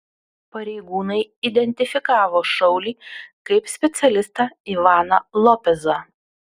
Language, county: Lithuanian, Utena